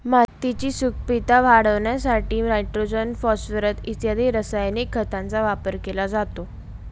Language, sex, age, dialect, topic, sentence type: Marathi, female, 18-24, Northern Konkan, agriculture, statement